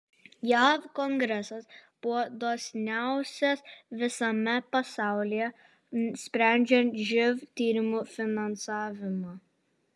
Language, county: Lithuanian, Utena